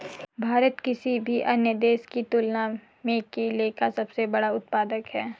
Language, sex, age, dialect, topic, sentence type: Hindi, female, 41-45, Kanauji Braj Bhasha, agriculture, statement